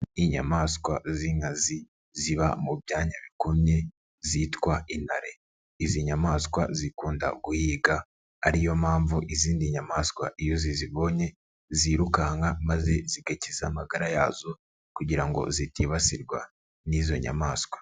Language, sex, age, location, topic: Kinyarwanda, male, 36-49, Nyagatare, agriculture